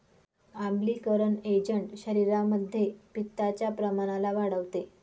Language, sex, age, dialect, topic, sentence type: Marathi, female, 25-30, Northern Konkan, agriculture, statement